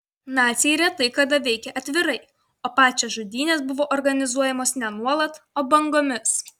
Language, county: Lithuanian, Vilnius